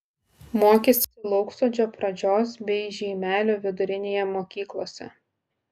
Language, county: Lithuanian, Klaipėda